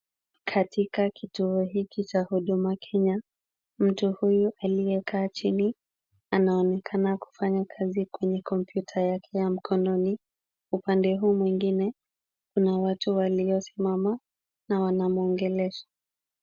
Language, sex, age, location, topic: Swahili, female, 18-24, Kisumu, government